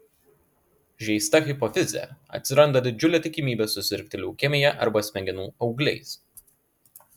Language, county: Lithuanian, Klaipėda